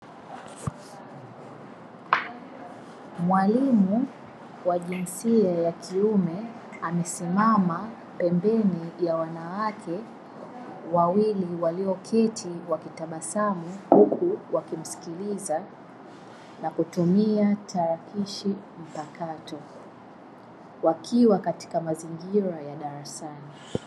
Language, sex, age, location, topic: Swahili, female, 25-35, Dar es Salaam, education